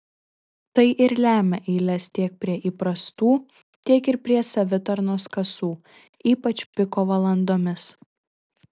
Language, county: Lithuanian, Šiauliai